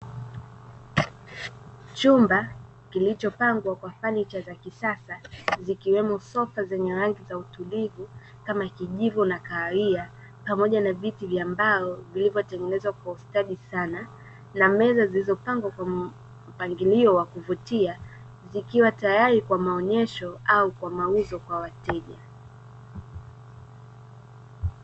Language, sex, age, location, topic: Swahili, female, 18-24, Dar es Salaam, finance